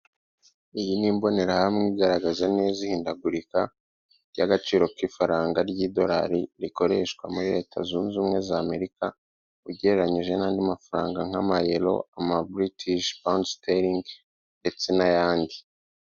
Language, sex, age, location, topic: Kinyarwanda, male, 36-49, Kigali, finance